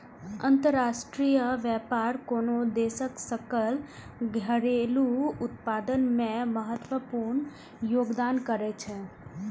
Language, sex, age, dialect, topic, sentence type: Maithili, female, 25-30, Eastern / Thethi, banking, statement